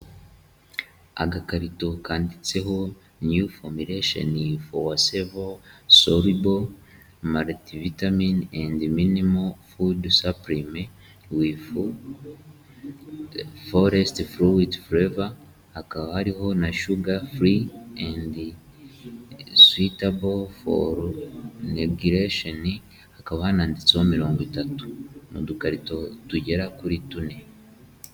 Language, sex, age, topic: Kinyarwanda, male, 18-24, health